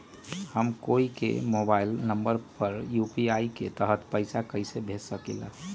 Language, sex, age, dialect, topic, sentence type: Magahi, male, 46-50, Western, banking, question